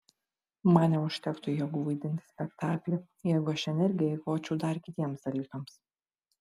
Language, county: Lithuanian, Kaunas